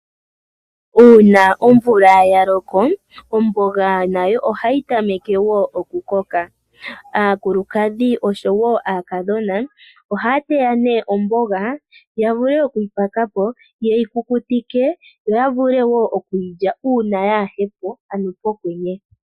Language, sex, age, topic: Oshiwambo, female, 25-35, agriculture